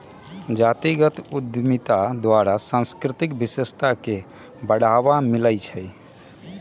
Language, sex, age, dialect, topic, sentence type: Magahi, male, 46-50, Western, banking, statement